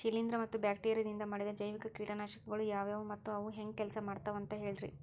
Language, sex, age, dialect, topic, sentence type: Kannada, female, 18-24, Dharwad Kannada, agriculture, question